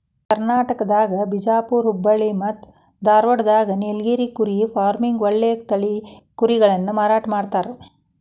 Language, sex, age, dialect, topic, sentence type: Kannada, female, 36-40, Dharwad Kannada, agriculture, statement